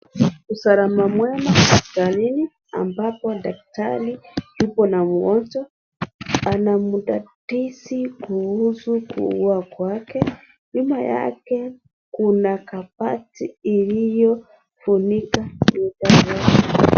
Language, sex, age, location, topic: Swahili, female, 25-35, Kisii, health